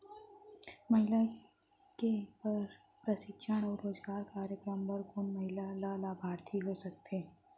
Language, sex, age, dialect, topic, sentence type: Chhattisgarhi, female, 18-24, Central, banking, question